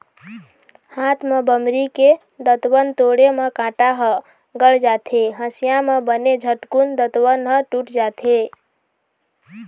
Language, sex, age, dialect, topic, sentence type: Chhattisgarhi, female, 25-30, Eastern, agriculture, statement